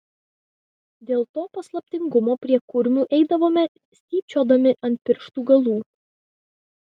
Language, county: Lithuanian, Vilnius